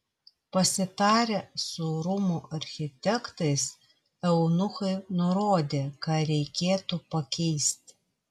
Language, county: Lithuanian, Vilnius